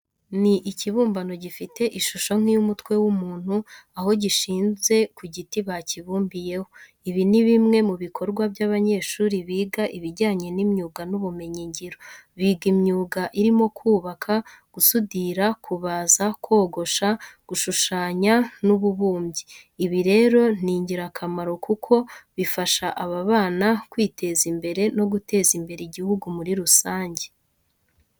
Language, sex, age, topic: Kinyarwanda, female, 25-35, education